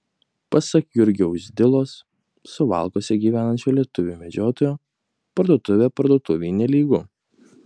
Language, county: Lithuanian, Kaunas